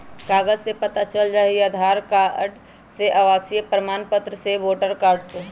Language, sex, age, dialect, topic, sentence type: Magahi, female, 25-30, Western, banking, question